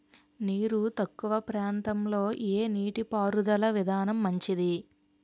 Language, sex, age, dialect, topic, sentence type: Telugu, female, 18-24, Utterandhra, agriculture, question